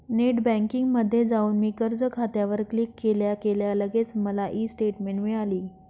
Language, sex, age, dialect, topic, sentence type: Marathi, female, 25-30, Northern Konkan, banking, statement